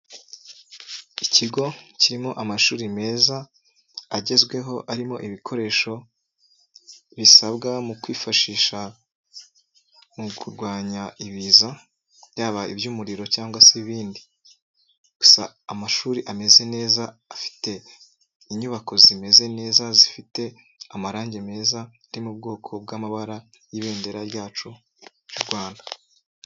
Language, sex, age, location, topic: Kinyarwanda, male, 25-35, Nyagatare, health